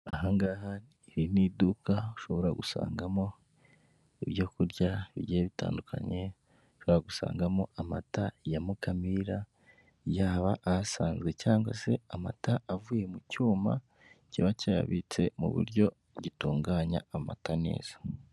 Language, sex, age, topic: Kinyarwanda, male, 25-35, finance